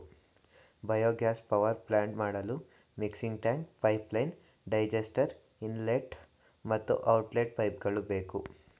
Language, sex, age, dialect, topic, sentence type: Kannada, male, 18-24, Mysore Kannada, agriculture, statement